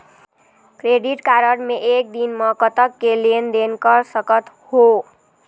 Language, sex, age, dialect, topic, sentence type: Chhattisgarhi, female, 51-55, Eastern, banking, question